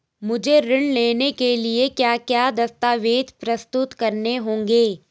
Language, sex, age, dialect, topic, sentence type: Hindi, female, 18-24, Garhwali, banking, question